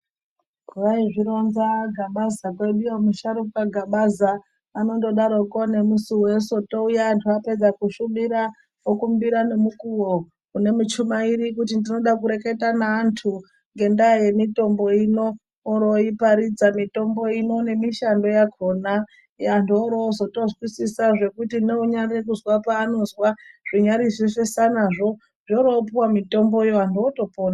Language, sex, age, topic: Ndau, female, 36-49, health